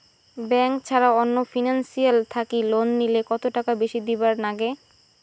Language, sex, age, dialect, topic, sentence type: Bengali, female, 18-24, Rajbangshi, banking, question